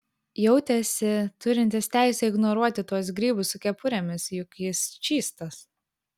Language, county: Lithuanian, Vilnius